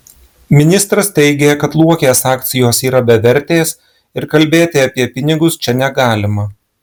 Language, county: Lithuanian, Klaipėda